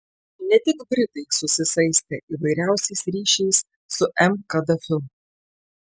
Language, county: Lithuanian, Klaipėda